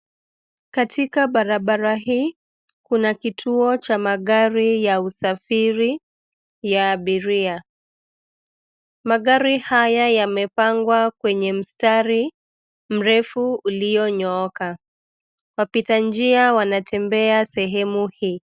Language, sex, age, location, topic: Swahili, female, 25-35, Nairobi, government